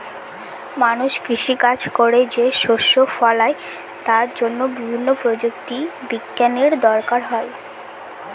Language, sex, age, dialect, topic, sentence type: Bengali, female, 18-24, Northern/Varendri, agriculture, statement